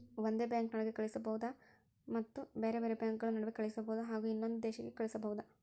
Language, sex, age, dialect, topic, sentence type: Kannada, female, 60-100, Central, banking, question